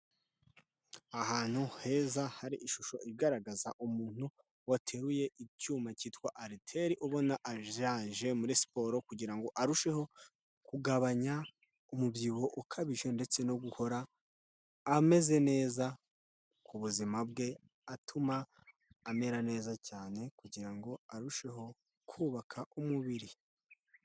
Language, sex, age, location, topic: Kinyarwanda, male, 18-24, Kigali, health